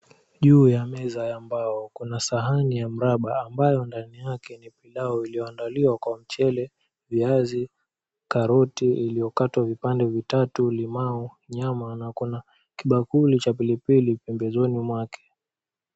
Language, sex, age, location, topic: Swahili, male, 18-24, Mombasa, agriculture